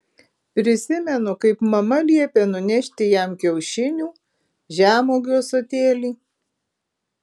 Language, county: Lithuanian, Alytus